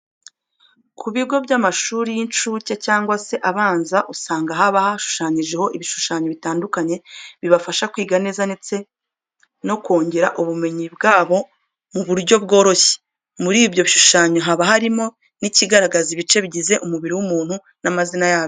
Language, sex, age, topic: Kinyarwanda, female, 25-35, education